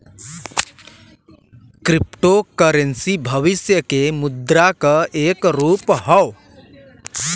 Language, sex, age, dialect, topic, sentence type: Bhojpuri, male, 25-30, Western, banking, statement